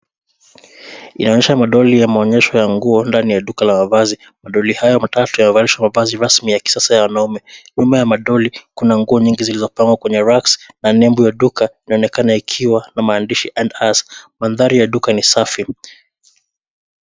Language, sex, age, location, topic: Swahili, male, 25-35, Nairobi, finance